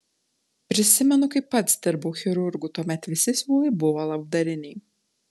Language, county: Lithuanian, Telšiai